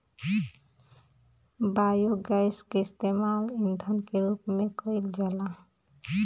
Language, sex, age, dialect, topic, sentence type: Bhojpuri, female, 25-30, Western, agriculture, statement